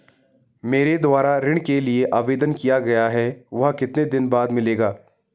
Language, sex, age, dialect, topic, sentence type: Hindi, male, 18-24, Garhwali, banking, question